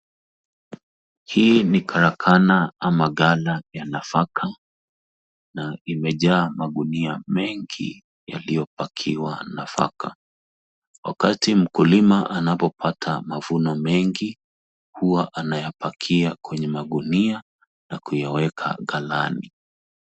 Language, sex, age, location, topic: Swahili, male, 36-49, Nairobi, agriculture